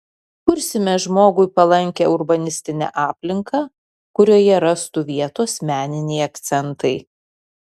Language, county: Lithuanian, Kaunas